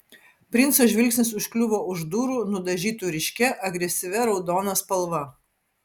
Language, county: Lithuanian, Vilnius